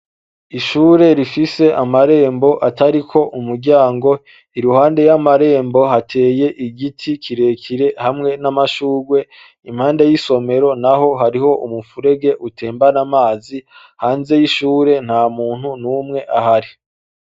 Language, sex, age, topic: Rundi, male, 25-35, education